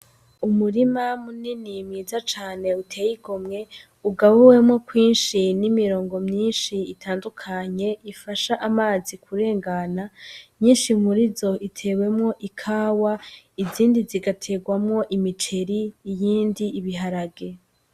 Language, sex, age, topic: Rundi, female, 18-24, agriculture